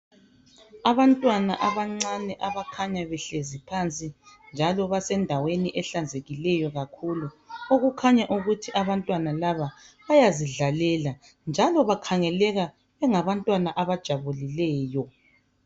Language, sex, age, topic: North Ndebele, female, 25-35, education